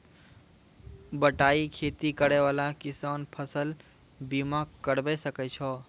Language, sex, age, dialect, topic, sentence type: Maithili, male, 51-55, Angika, agriculture, question